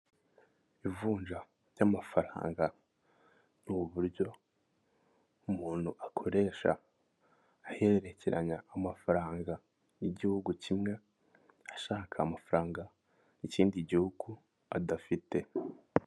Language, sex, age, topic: Kinyarwanda, male, 25-35, finance